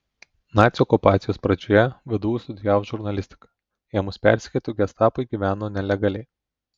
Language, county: Lithuanian, Telšiai